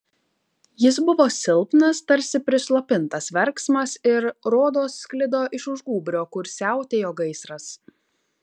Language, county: Lithuanian, Kaunas